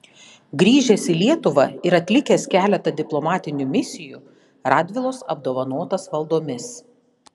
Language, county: Lithuanian, Panevėžys